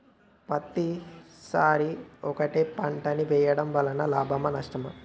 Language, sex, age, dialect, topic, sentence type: Telugu, male, 18-24, Telangana, agriculture, question